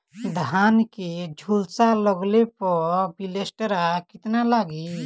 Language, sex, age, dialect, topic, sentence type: Bhojpuri, male, 18-24, Northern, agriculture, question